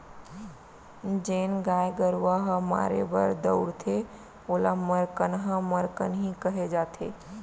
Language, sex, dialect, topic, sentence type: Chhattisgarhi, female, Central, agriculture, statement